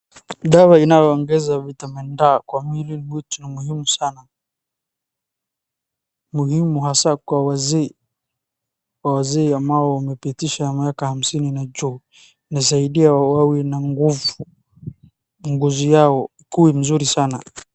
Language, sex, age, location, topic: Swahili, male, 25-35, Wajir, health